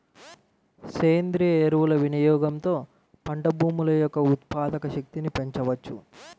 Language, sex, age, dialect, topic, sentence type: Telugu, male, 18-24, Central/Coastal, agriculture, statement